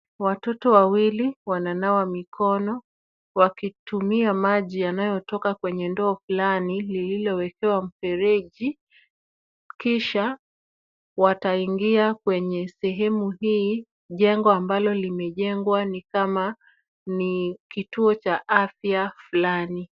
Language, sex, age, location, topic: Swahili, female, 25-35, Kisumu, health